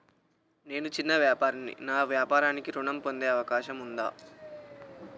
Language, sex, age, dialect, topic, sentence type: Telugu, male, 18-24, Telangana, banking, question